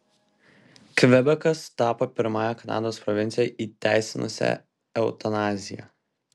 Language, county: Lithuanian, Vilnius